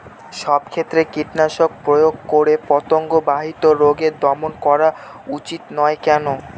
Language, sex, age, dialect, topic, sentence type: Bengali, male, 18-24, Northern/Varendri, agriculture, question